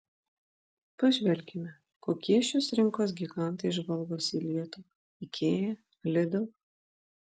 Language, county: Lithuanian, Vilnius